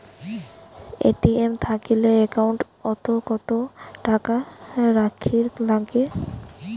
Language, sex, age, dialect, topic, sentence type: Bengali, female, 18-24, Rajbangshi, banking, question